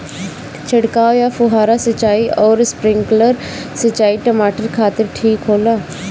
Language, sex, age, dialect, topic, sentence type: Bhojpuri, female, 18-24, Northern, agriculture, question